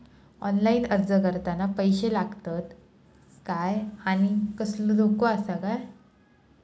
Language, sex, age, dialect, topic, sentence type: Marathi, female, 18-24, Southern Konkan, banking, question